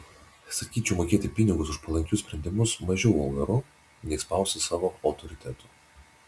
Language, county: Lithuanian, Vilnius